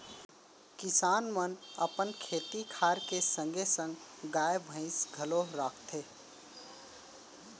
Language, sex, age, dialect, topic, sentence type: Chhattisgarhi, male, 18-24, Central, agriculture, statement